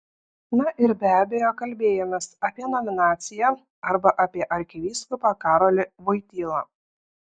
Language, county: Lithuanian, Šiauliai